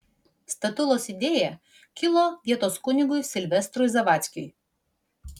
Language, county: Lithuanian, Vilnius